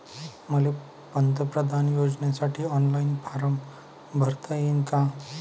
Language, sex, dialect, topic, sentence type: Marathi, male, Varhadi, banking, question